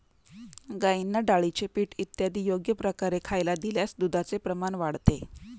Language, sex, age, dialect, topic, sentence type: Marathi, female, 31-35, Standard Marathi, agriculture, statement